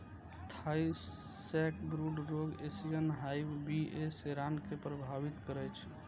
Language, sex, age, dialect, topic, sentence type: Maithili, male, 25-30, Eastern / Thethi, agriculture, statement